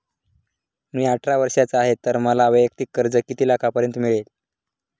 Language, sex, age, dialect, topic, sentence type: Marathi, male, 18-24, Standard Marathi, banking, question